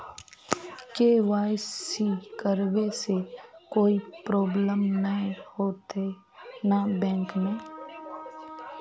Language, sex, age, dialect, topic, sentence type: Magahi, female, 25-30, Northeastern/Surjapuri, banking, question